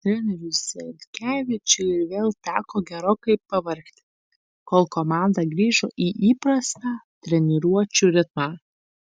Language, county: Lithuanian, Tauragė